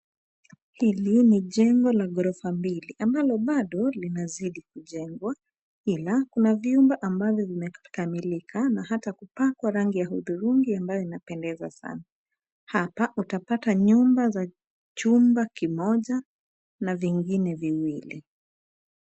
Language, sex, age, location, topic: Swahili, female, 25-35, Nairobi, finance